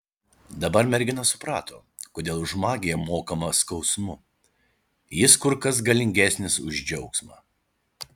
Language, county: Lithuanian, Šiauliai